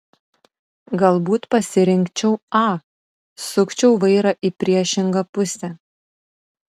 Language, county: Lithuanian, Utena